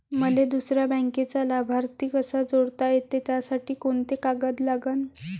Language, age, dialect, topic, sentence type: Marathi, 25-30, Varhadi, banking, question